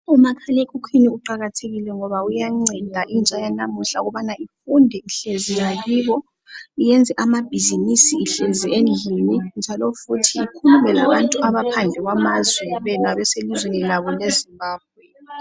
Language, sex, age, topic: North Ndebele, female, 18-24, health